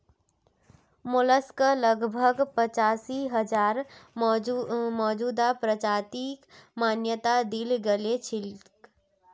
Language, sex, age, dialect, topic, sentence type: Magahi, female, 18-24, Northeastern/Surjapuri, agriculture, statement